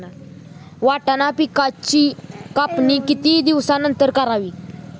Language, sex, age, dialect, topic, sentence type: Marathi, male, 18-24, Standard Marathi, agriculture, question